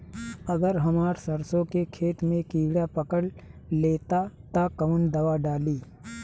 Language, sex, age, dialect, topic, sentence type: Bhojpuri, male, 36-40, Southern / Standard, agriculture, question